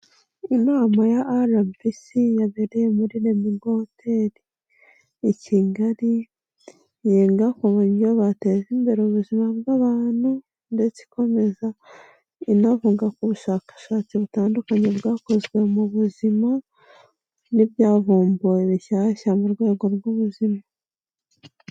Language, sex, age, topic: Kinyarwanda, female, 18-24, health